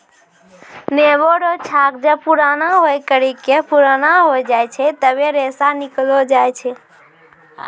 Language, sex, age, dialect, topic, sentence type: Maithili, female, 18-24, Angika, agriculture, statement